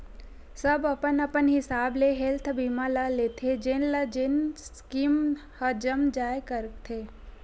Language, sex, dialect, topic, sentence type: Chhattisgarhi, female, Western/Budati/Khatahi, banking, statement